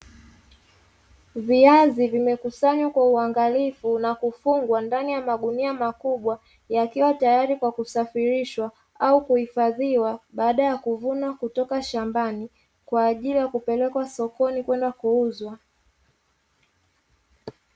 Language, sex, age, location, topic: Swahili, female, 25-35, Dar es Salaam, agriculture